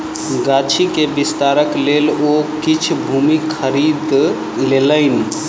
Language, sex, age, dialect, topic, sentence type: Maithili, male, 31-35, Southern/Standard, agriculture, statement